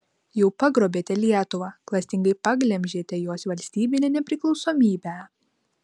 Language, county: Lithuanian, Vilnius